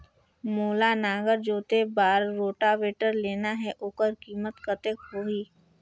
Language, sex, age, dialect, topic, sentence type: Chhattisgarhi, female, 18-24, Northern/Bhandar, agriculture, question